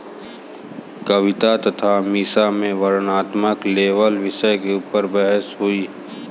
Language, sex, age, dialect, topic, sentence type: Hindi, male, 18-24, Kanauji Braj Bhasha, banking, statement